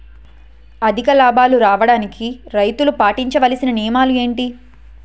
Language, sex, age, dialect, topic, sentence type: Telugu, female, 18-24, Utterandhra, agriculture, question